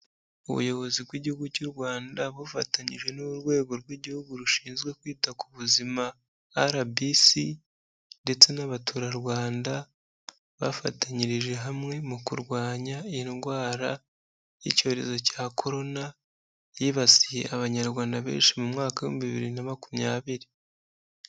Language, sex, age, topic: Kinyarwanda, male, 18-24, health